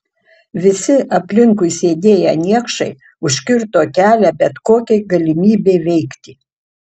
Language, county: Lithuanian, Utena